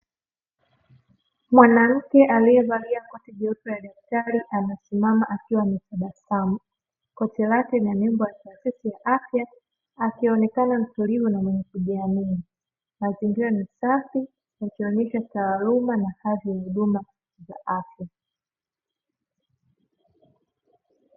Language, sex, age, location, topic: Swahili, female, 18-24, Dar es Salaam, health